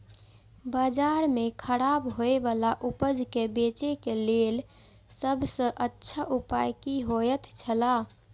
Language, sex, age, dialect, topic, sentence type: Maithili, female, 56-60, Eastern / Thethi, agriculture, statement